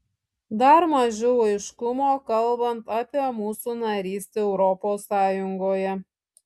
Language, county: Lithuanian, Šiauliai